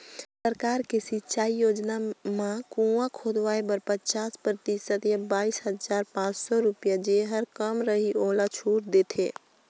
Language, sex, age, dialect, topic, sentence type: Chhattisgarhi, female, 18-24, Northern/Bhandar, agriculture, statement